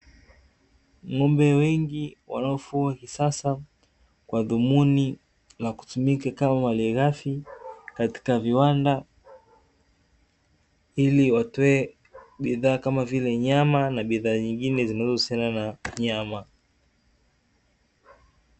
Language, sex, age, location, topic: Swahili, male, 18-24, Dar es Salaam, agriculture